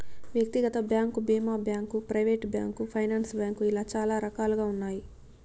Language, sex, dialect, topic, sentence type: Telugu, female, Southern, banking, statement